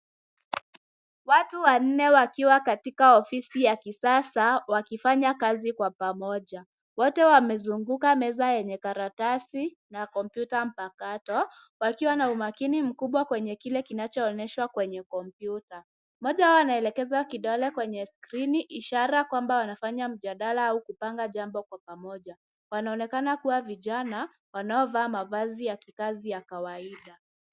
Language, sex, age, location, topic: Swahili, female, 18-24, Nairobi, education